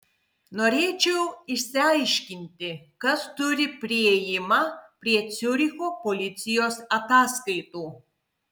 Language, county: Lithuanian, Kaunas